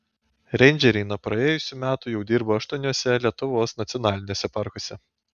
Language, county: Lithuanian, Panevėžys